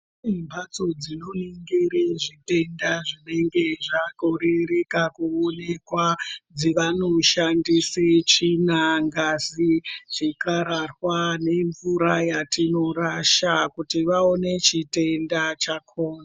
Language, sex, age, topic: Ndau, female, 25-35, health